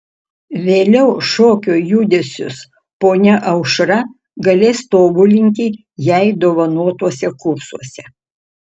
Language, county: Lithuanian, Utena